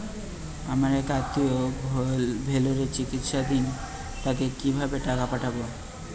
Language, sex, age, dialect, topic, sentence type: Bengali, male, 18-24, Western, banking, question